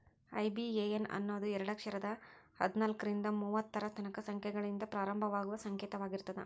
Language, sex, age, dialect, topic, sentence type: Kannada, female, 18-24, Dharwad Kannada, banking, statement